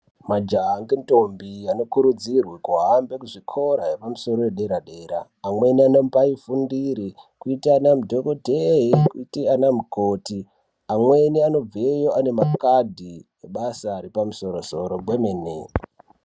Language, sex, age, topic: Ndau, male, 18-24, education